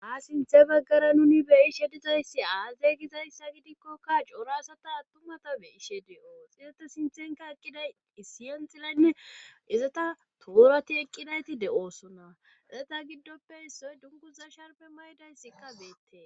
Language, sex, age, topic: Gamo, female, 25-35, government